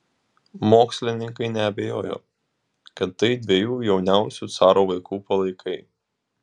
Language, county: Lithuanian, Šiauliai